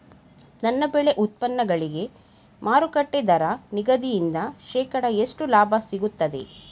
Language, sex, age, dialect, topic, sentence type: Kannada, female, 31-35, Mysore Kannada, agriculture, question